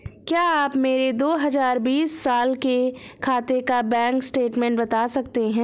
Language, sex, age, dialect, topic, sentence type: Hindi, female, 25-30, Awadhi Bundeli, banking, question